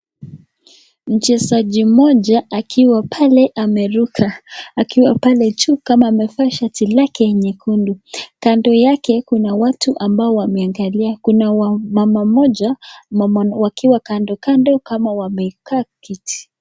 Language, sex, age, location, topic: Swahili, female, 18-24, Nakuru, government